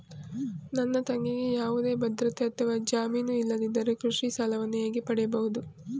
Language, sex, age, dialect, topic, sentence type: Kannada, female, 25-30, Mysore Kannada, agriculture, statement